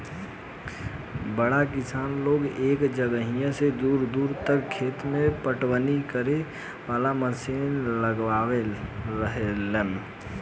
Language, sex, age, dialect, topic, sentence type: Bhojpuri, male, 18-24, Southern / Standard, agriculture, statement